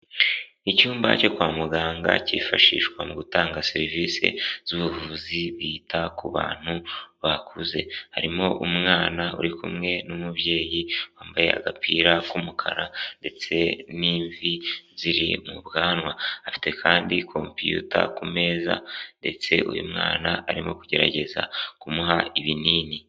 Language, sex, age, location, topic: Kinyarwanda, male, 18-24, Huye, health